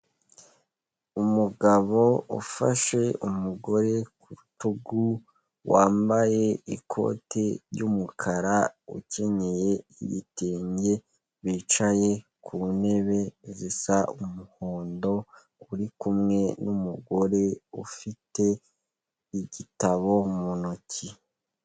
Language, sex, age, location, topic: Kinyarwanda, male, 18-24, Kigali, health